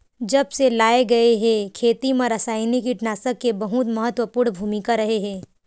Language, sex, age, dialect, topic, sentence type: Chhattisgarhi, female, 18-24, Western/Budati/Khatahi, agriculture, statement